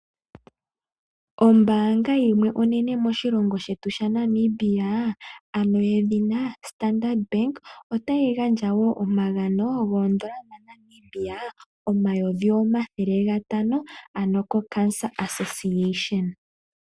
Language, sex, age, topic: Oshiwambo, female, 18-24, finance